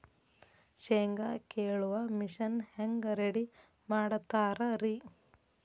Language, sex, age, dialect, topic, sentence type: Kannada, female, 36-40, Dharwad Kannada, agriculture, question